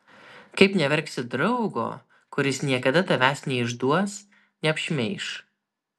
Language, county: Lithuanian, Vilnius